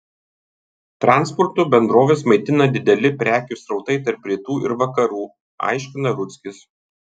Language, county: Lithuanian, Tauragė